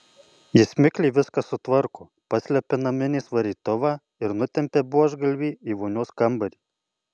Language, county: Lithuanian, Alytus